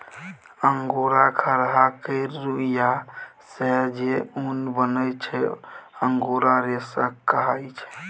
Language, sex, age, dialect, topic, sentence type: Maithili, male, 18-24, Bajjika, agriculture, statement